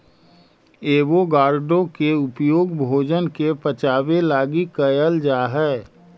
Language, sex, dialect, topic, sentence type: Magahi, male, Central/Standard, agriculture, statement